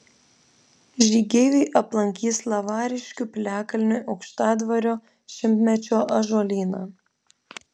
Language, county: Lithuanian, Vilnius